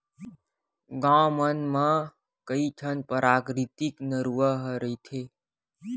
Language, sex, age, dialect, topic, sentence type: Chhattisgarhi, male, 25-30, Western/Budati/Khatahi, agriculture, statement